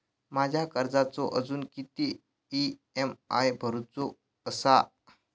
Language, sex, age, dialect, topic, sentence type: Marathi, male, 25-30, Southern Konkan, banking, question